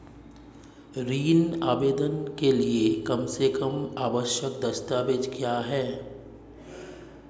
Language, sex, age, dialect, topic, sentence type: Hindi, male, 31-35, Marwari Dhudhari, banking, question